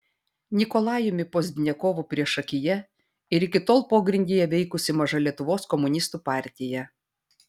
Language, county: Lithuanian, Vilnius